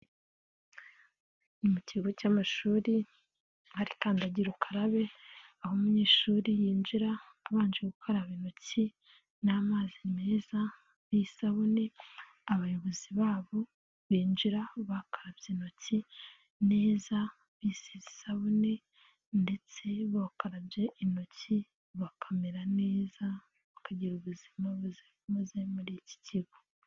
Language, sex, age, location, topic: Kinyarwanda, female, 18-24, Nyagatare, health